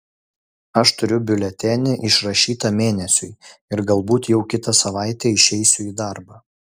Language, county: Lithuanian, Utena